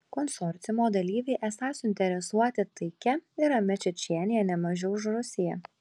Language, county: Lithuanian, Kaunas